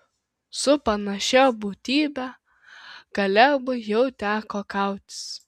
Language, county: Lithuanian, Kaunas